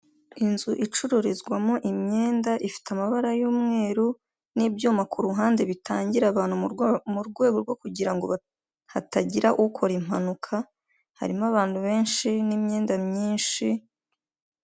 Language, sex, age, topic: Kinyarwanda, female, 25-35, finance